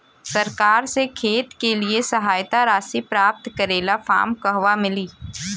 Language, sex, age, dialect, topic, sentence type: Bhojpuri, female, 18-24, Southern / Standard, agriculture, question